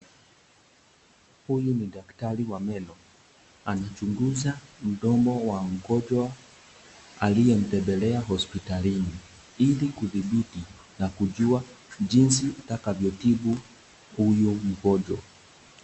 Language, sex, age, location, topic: Swahili, male, 18-24, Nakuru, health